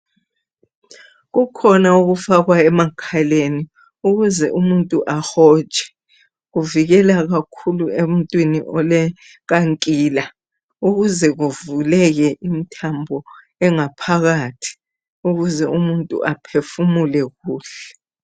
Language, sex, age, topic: North Ndebele, female, 50+, health